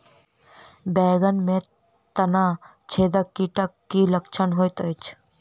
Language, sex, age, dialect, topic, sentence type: Maithili, female, 25-30, Southern/Standard, agriculture, question